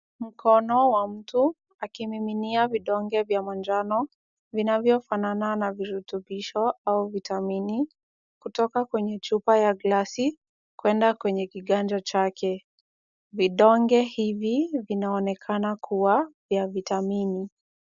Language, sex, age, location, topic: Swahili, female, 18-24, Kisumu, health